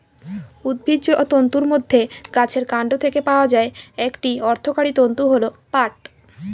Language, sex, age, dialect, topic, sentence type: Bengali, female, 18-24, Northern/Varendri, agriculture, statement